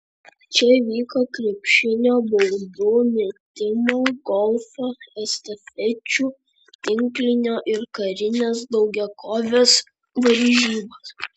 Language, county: Lithuanian, Vilnius